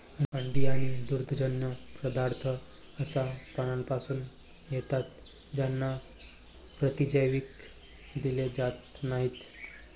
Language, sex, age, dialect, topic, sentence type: Marathi, male, 18-24, Varhadi, agriculture, statement